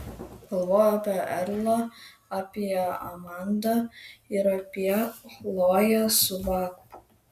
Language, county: Lithuanian, Kaunas